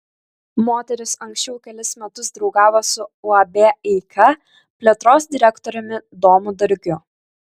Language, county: Lithuanian, Kaunas